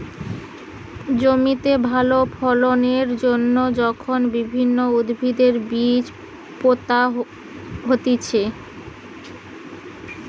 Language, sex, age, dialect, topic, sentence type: Bengali, female, 31-35, Western, agriculture, statement